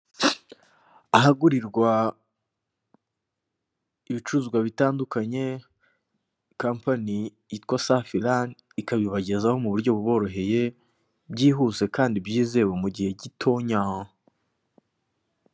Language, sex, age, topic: Kinyarwanda, male, 18-24, finance